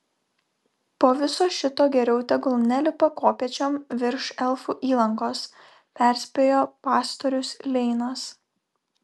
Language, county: Lithuanian, Vilnius